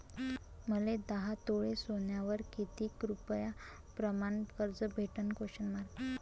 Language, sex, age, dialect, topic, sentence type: Marathi, female, 18-24, Varhadi, banking, question